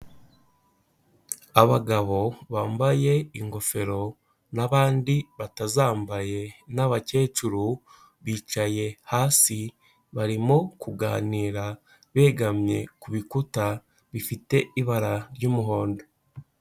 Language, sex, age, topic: Kinyarwanda, male, 18-24, health